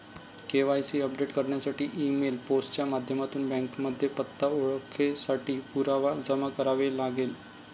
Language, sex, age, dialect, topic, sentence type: Marathi, male, 25-30, Northern Konkan, banking, statement